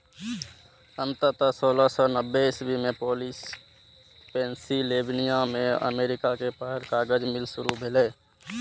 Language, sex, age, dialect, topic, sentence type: Maithili, male, 18-24, Eastern / Thethi, agriculture, statement